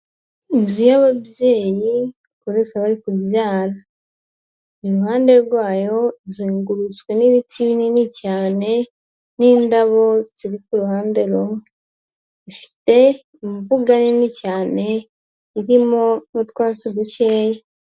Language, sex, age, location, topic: Kinyarwanda, female, 25-35, Kigali, health